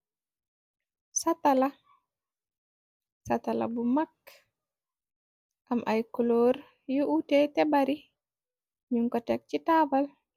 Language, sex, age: Wolof, female, 18-24